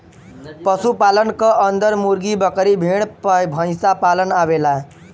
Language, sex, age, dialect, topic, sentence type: Bhojpuri, male, 18-24, Western, agriculture, statement